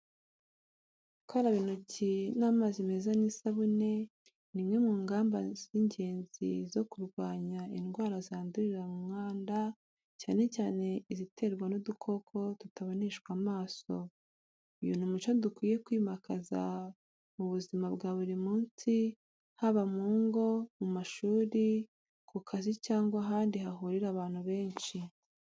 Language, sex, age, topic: Kinyarwanda, female, 36-49, education